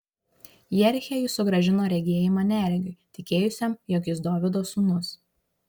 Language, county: Lithuanian, Šiauliai